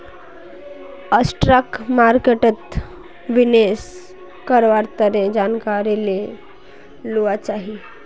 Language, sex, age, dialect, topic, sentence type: Magahi, female, 18-24, Northeastern/Surjapuri, banking, statement